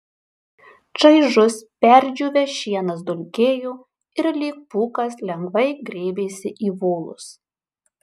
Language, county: Lithuanian, Marijampolė